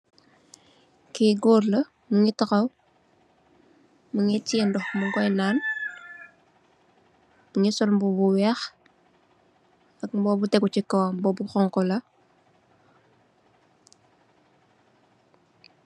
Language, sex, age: Wolof, female, 18-24